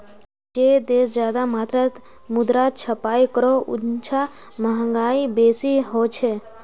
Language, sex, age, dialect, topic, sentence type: Magahi, female, 41-45, Northeastern/Surjapuri, banking, statement